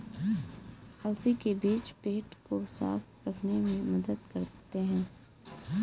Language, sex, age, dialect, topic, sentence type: Hindi, female, 18-24, Awadhi Bundeli, agriculture, statement